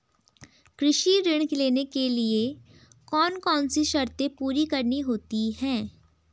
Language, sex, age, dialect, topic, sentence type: Hindi, female, 18-24, Garhwali, agriculture, question